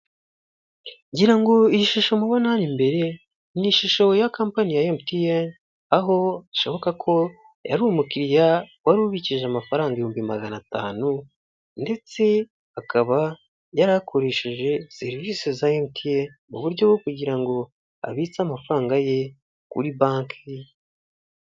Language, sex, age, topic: Kinyarwanda, male, 18-24, finance